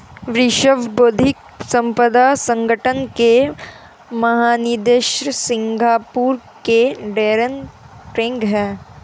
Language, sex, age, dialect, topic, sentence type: Hindi, female, 18-24, Marwari Dhudhari, banking, statement